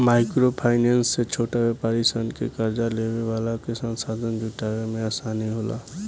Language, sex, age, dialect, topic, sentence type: Bhojpuri, male, 18-24, Southern / Standard, banking, statement